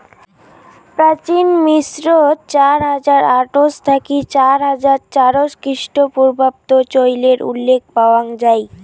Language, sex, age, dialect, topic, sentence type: Bengali, female, <18, Rajbangshi, agriculture, statement